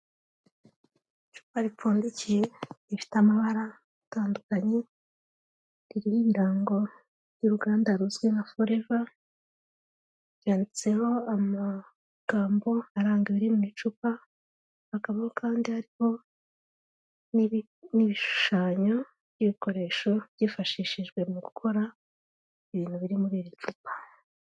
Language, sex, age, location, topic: Kinyarwanda, female, 36-49, Kigali, health